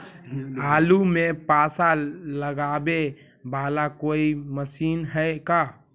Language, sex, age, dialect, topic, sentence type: Magahi, male, 18-24, Central/Standard, agriculture, question